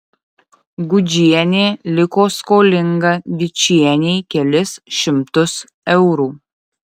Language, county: Lithuanian, Utena